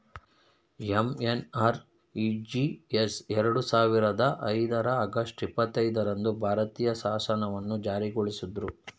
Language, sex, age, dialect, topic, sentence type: Kannada, male, 31-35, Mysore Kannada, banking, statement